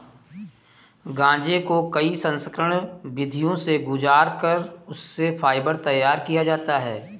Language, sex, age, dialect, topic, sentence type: Hindi, male, 36-40, Kanauji Braj Bhasha, agriculture, statement